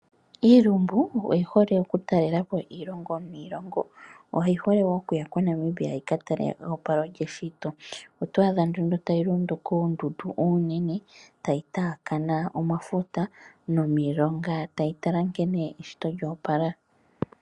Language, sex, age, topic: Oshiwambo, female, 25-35, agriculture